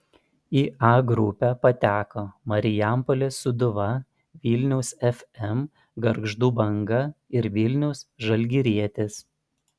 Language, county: Lithuanian, Panevėžys